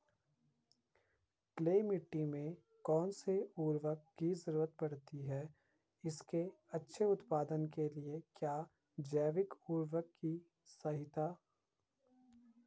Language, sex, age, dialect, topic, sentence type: Hindi, male, 51-55, Garhwali, agriculture, question